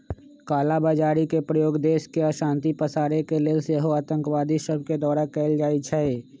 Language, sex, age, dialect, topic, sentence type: Magahi, male, 25-30, Western, banking, statement